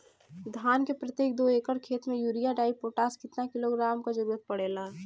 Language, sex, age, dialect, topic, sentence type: Bhojpuri, female, 18-24, Western, agriculture, question